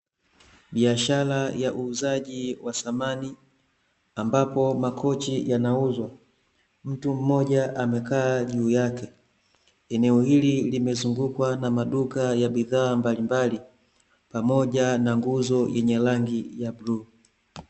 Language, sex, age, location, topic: Swahili, male, 25-35, Dar es Salaam, finance